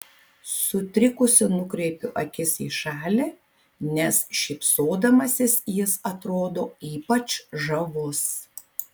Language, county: Lithuanian, Kaunas